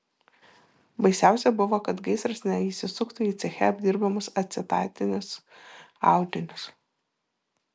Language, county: Lithuanian, Vilnius